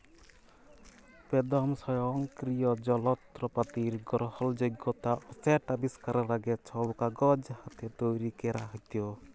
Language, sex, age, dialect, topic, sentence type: Bengali, male, 31-35, Jharkhandi, agriculture, statement